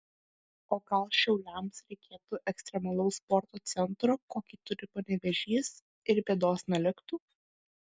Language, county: Lithuanian, Klaipėda